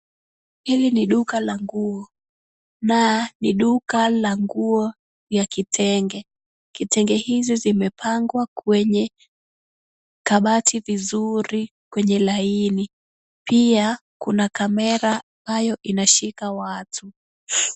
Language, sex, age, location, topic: Swahili, female, 18-24, Kisumu, finance